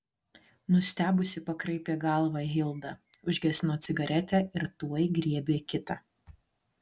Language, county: Lithuanian, Alytus